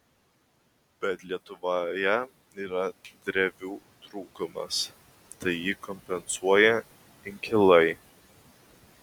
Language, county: Lithuanian, Vilnius